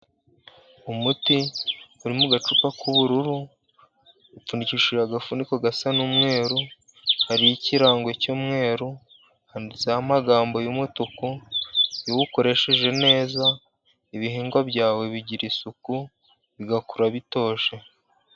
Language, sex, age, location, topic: Kinyarwanda, male, 50+, Musanze, agriculture